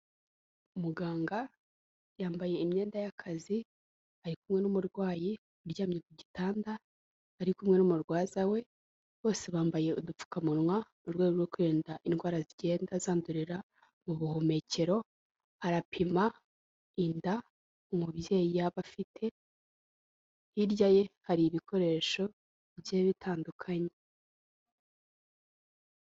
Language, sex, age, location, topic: Kinyarwanda, female, 18-24, Kigali, health